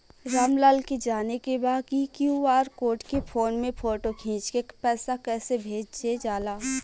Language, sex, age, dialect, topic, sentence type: Bhojpuri, female, 41-45, Western, banking, question